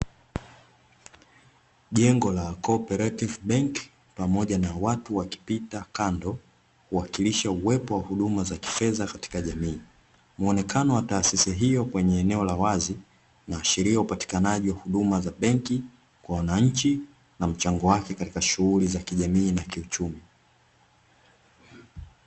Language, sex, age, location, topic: Swahili, male, 18-24, Dar es Salaam, finance